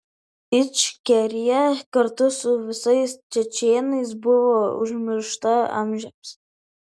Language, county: Lithuanian, Vilnius